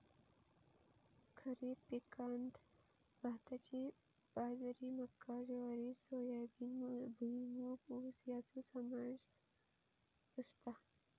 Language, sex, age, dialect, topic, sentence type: Marathi, female, 25-30, Southern Konkan, agriculture, statement